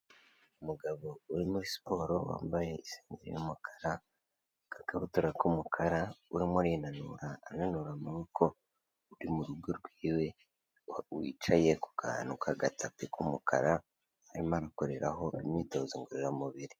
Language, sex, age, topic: Kinyarwanda, male, 18-24, health